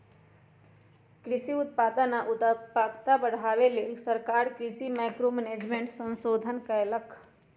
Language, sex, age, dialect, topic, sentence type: Magahi, female, 51-55, Western, agriculture, statement